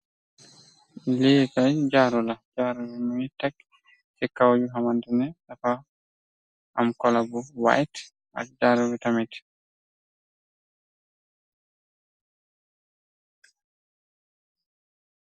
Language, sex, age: Wolof, male, 25-35